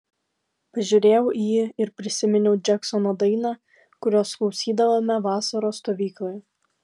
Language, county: Lithuanian, Klaipėda